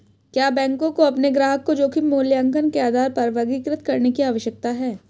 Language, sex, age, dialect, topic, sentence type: Hindi, female, 25-30, Hindustani Malvi Khadi Boli, banking, question